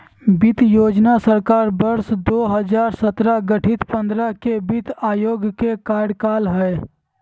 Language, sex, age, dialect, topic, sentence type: Magahi, female, 18-24, Southern, banking, statement